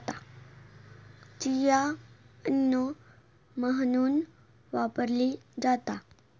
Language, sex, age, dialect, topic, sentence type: Marathi, female, 18-24, Southern Konkan, agriculture, statement